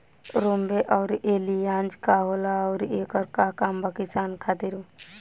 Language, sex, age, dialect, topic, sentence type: Bhojpuri, female, 18-24, Southern / Standard, banking, question